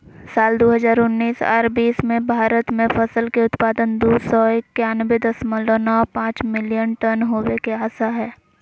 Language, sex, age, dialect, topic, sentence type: Magahi, female, 18-24, Southern, agriculture, statement